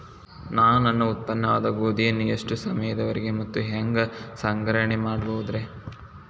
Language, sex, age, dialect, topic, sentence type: Kannada, male, 18-24, Dharwad Kannada, agriculture, question